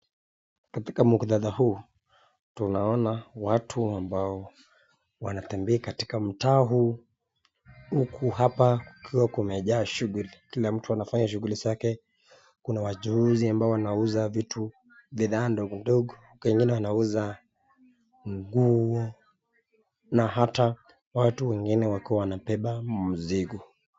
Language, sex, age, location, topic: Swahili, male, 25-35, Nakuru, finance